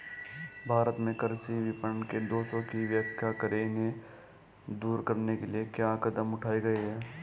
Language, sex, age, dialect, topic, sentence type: Hindi, male, 18-24, Hindustani Malvi Khadi Boli, agriculture, question